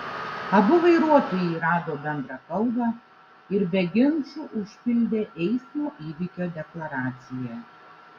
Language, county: Lithuanian, Šiauliai